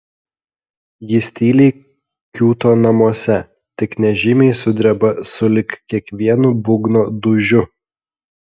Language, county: Lithuanian, Kaunas